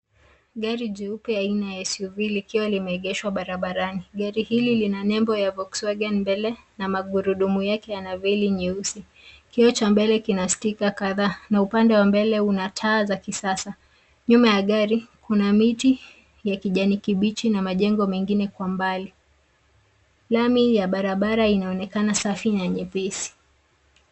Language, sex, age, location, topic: Swahili, female, 25-35, Nairobi, finance